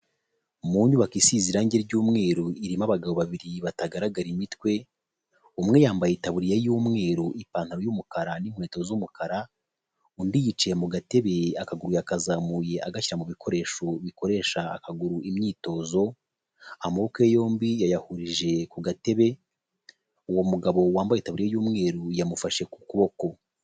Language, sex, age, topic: Kinyarwanda, male, 25-35, health